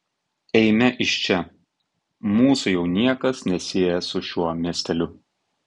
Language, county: Lithuanian, Tauragė